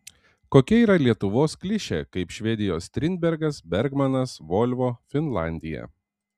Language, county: Lithuanian, Panevėžys